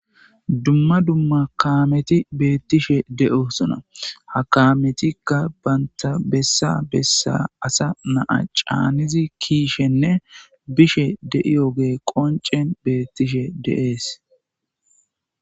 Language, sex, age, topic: Gamo, male, 25-35, government